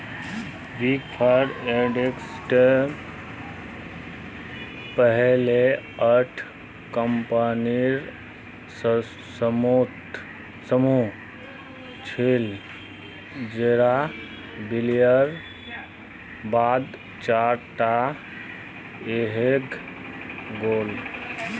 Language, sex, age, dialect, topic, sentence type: Magahi, male, 18-24, Northeastern/Surjapuri, banking, statement